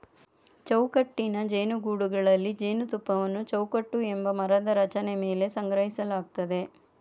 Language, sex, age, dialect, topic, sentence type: Kannada, female, 31-35, Mysore Kannada, agriculture, statement